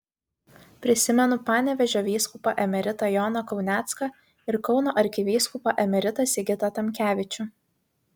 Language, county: Lithuanian, Vilnius